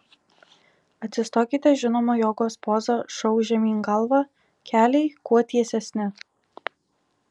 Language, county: Lithuanian, Alytus